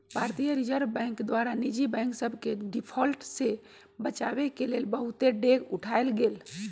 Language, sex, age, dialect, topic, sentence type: Magahi, female, 46-50, Western, banking, statement